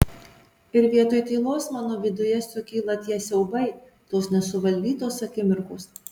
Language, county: Lithuanian, Marijampolė